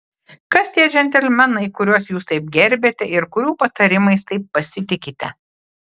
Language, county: Lithuanian, Klaipėda